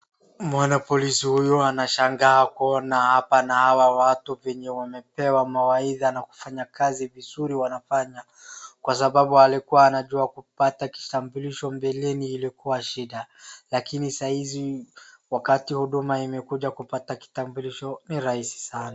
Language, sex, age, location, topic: Swahili, female, 36-49, Wajir, government